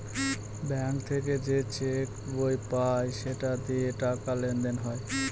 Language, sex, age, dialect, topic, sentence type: Bengali, male, 25-30, Northern/Varendri, banking, statement